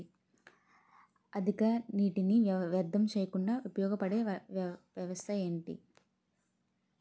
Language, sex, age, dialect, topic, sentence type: Telugu, female, 18-24, Utterandhra, agriculture, question